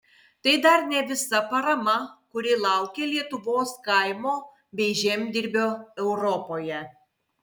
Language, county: Lithuanian, Kaunas